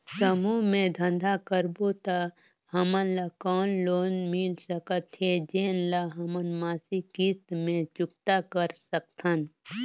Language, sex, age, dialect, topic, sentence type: Chhattisgarhi, female, 25-30, Northern/Bhandar, banking, question